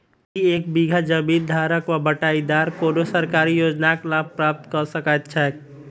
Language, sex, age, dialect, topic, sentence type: Maithili, male, 41-45, Southern/Standard, agriculture, question